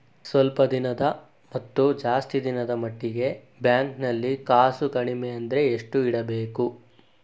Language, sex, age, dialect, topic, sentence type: Kannada, male, 41-45, Coastal/Dakshin, banking, question